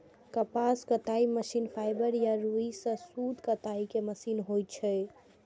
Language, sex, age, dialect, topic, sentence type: Maithili, female, 18-24, Eastern / Thethi, agriculture, statement